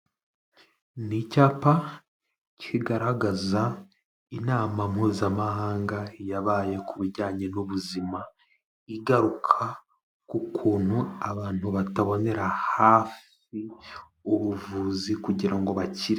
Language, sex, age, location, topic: Kinyarwanda, male, 18-24, Kigali, health